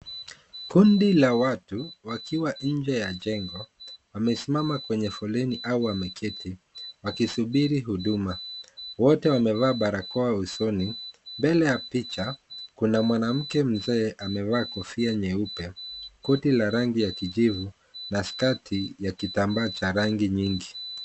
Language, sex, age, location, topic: Swahili, male, 25-35, Kisumu, health